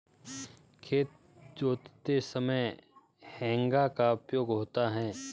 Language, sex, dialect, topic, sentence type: Hindi, male, Marwari Dhudhari, agriculture, statement